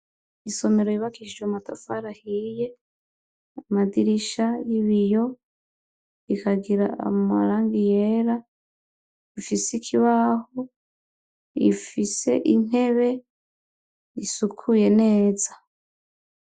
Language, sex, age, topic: Rundi, female, 36-49, education